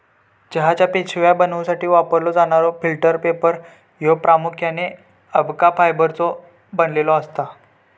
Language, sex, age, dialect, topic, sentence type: Marathi, male, 31-35, Southern Konkan, agriculture, statement